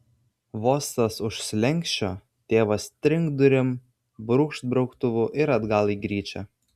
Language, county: Lithuanian, Vilnius